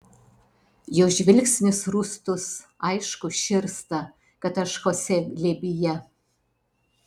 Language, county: Lithuanian, Alytus